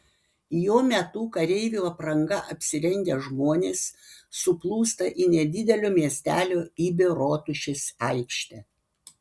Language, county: Lithuanian, Panevėžys